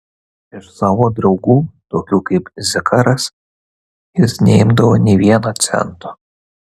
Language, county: Lithuanian, Kaunas